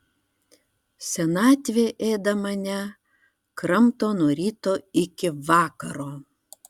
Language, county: Lithuanian, Vilnius